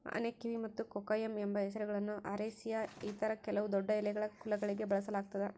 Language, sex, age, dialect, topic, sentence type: Kannada, female, 18-24, Central, agriculture, statement